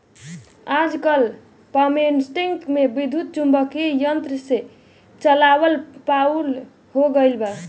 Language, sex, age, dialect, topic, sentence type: Bhojpuri, female, <18, Southern / Standard, agriculture, question